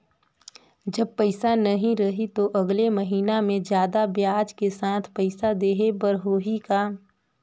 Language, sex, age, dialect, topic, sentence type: Chhattisgarhi, female, 31-35, Northern/Bhandar, banking, question